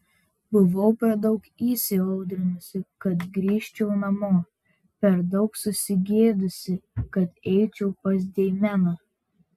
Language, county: Lithuanian, Vilnius